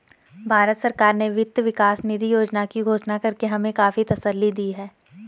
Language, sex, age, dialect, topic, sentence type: Hindi, female, 18-24, Garhwali, banking, statement